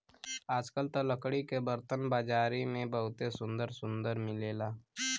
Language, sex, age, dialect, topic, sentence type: Bhojpuri, male, 18-24, Western, agriculture, statement